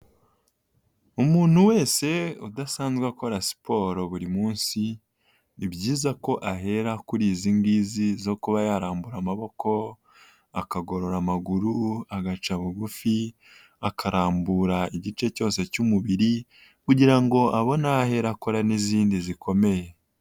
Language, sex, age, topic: Kinyarwanda, male, 18-24, health